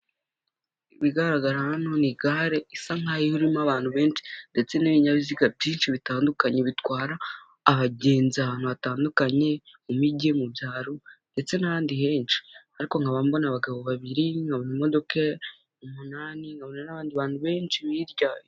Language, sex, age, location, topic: Kinyarwanda, male, 18-24, Kigali, government